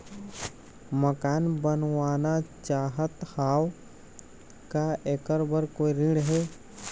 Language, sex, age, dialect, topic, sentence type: Chhattisgarhi, male, 18-24, Eastern, banking, question